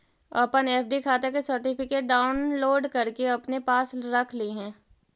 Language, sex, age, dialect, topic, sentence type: Magahi, female, 41-45, Central/Standard, agriculture, statement